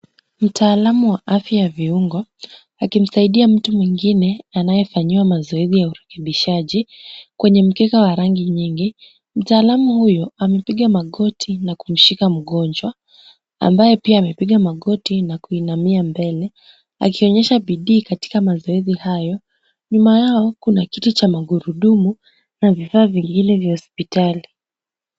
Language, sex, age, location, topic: Swahili, female, 25-35, Kisumu, health